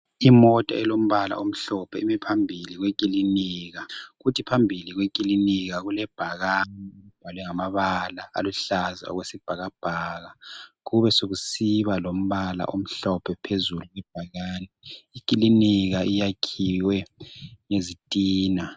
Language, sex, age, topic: North Ndebele, male, 50+, health